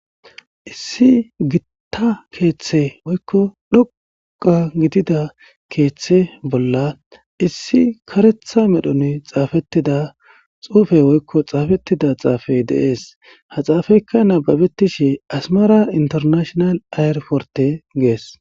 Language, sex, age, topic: Gamo, male, 18-24, government